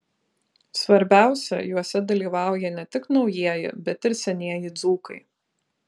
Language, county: Lithuanian, Kaunas